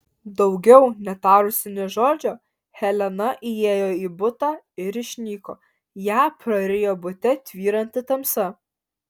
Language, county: Lithuanian, Alytus